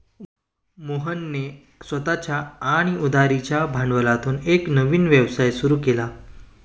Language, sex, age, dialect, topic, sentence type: Marathi, male, 25-30, Standard Marathi, banking, statement